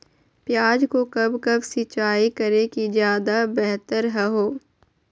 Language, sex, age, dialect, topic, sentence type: Magahi, female, 51-55, Southern, agriculture, question